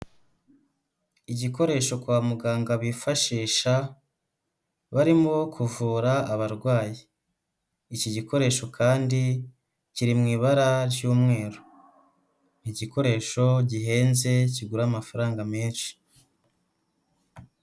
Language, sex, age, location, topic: Kinyarwanda, male, 25-35, Huye, health